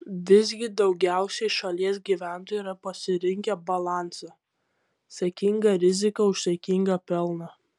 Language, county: Lithuanian, Kaunas